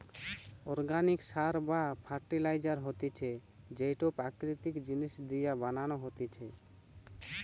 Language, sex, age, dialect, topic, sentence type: Bengali, male, 18-24, Western, agriculture, statement